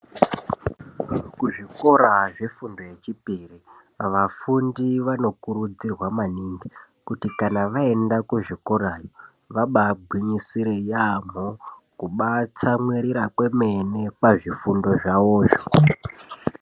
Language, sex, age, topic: Ndau, male, 18-24, education